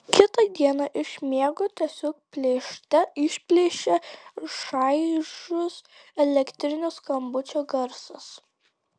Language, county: Lithuanian, Tauragė